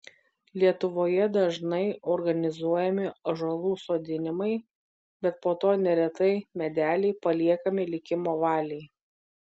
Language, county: Lithuanian, Vilnius